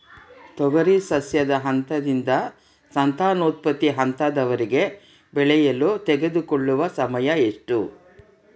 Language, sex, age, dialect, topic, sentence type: Kannada, female, 31-35, Central, agriculture, question